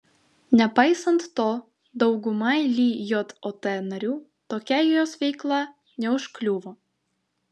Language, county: Lithuanian, Vilnius